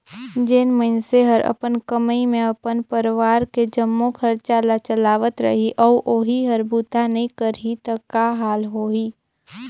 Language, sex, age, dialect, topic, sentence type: Chhattisgarhi, female, 18-24, Northern/Bhandar, banking, statement